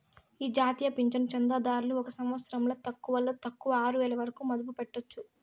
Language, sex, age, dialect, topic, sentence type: Telugu, female, 60-100, Southern, banking, statement